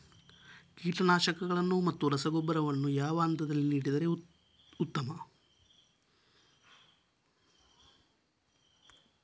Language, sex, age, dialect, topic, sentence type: Kannada, male, 18-24, Coastal/Dakshin, agriculture, question